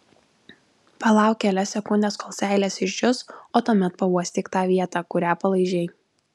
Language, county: Lithuanian, Alytus